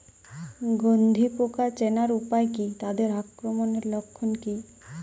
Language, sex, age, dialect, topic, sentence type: Bengali, female, 18-24, Jharkhandi, agriculture, question